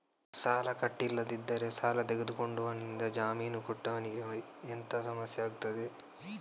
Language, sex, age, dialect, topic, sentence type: Kannada, male, 25-30, Coastal/Dakshin, banking, question